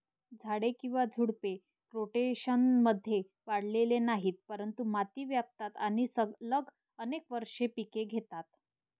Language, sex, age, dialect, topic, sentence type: Marathi, male, 60-100, Varhadi, agriculture, statement